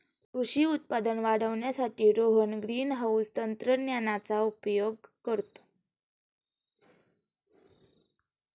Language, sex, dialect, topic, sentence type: Marathi, female, Standard Marathi, agriculture, statement